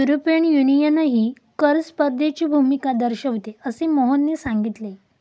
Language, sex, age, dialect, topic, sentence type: Marathi, female, 18-24, Standard Marathi, banking, statement